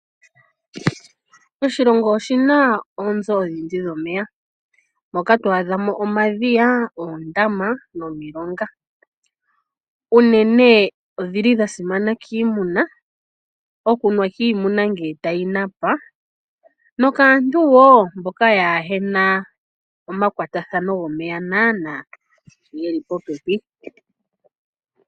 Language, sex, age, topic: Oshiwambo, female, 25-35, agriculture